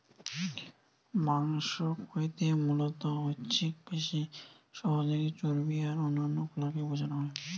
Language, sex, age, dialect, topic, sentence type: Bengali, male, 18-24, Western, agriculture, statement